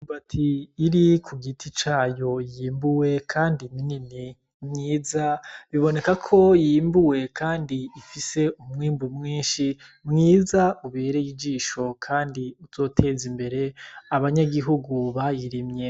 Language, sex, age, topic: Rundi, male, 25-35, agriculture